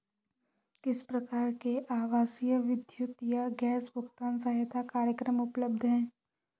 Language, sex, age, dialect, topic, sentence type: Hindi, male, 18-24, Hindustani Malvi Khadi Boli, banking, question